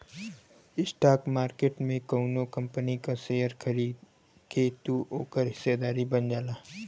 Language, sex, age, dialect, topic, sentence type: Bhojpuri, male, 18-24, Western, banking, statement